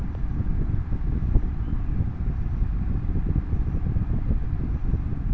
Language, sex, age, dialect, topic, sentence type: Bengali, female, 18-24, Rajbangshi, agriculture, question